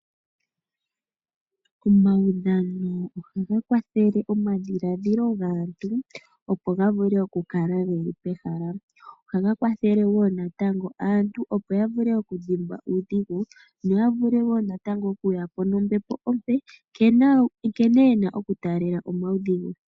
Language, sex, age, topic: Oshiwambo, female, 25-35, finance